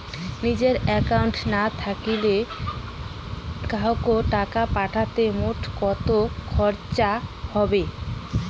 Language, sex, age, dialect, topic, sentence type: Bengali, female, 18-24, Rajbangshi, banking, question